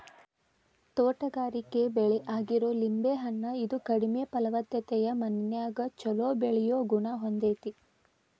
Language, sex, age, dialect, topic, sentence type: Kannada, female, 25-30, Dharwad Kannada, agriculture, statement